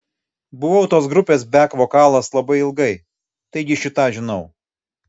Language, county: Lithuanian, Kaunas